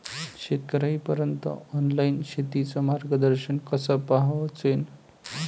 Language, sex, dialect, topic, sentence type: Marathi, male, Varhadi, agriculture, question